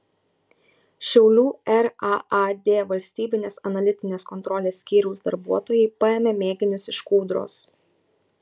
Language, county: Lithuanian, Kaunas